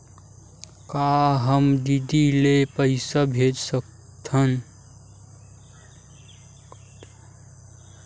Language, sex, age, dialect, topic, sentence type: Chhattisgarhi, male, 41-45, Western/Budati/Khatahi, banking, question